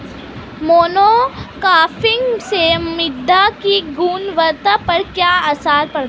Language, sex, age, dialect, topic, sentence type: Hindi, female, 18-24, Marwari Dhudhari, agriculture, statement